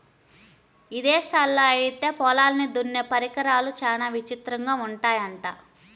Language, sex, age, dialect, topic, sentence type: Telugu, female, 31-35, Central/Coastal, agriculture, statement